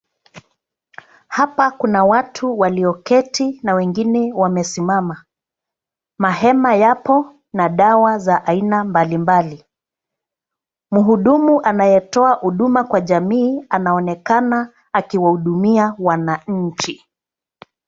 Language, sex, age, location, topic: Swahili, female, 36-49, Nairobi, health